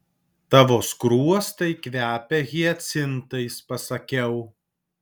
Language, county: Lithuanian, Alytus